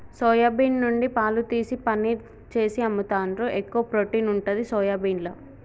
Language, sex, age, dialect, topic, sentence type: Telugu, female, 18-24, Telangana, agriculture, statement